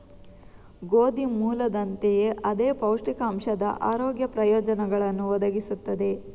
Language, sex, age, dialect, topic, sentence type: Kannada, female, 18-24, Coastal/Dakshin, agriculture, statement